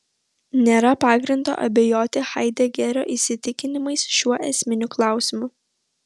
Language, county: Lithuanian, Vilnius